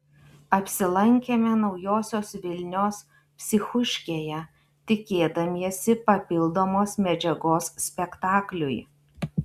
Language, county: Lithuanian, Klaipėda